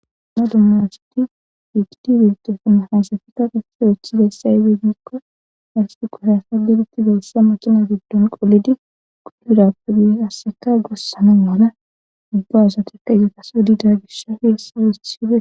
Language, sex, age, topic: Gamo, female, 18-24, government